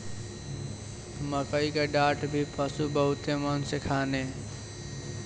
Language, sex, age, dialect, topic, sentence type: Bhojpuri, male, <18, Northern, agriculture, statement